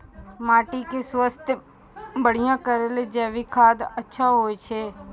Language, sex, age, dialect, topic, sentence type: Maithili, female, 25-30, Angika, agriculture, question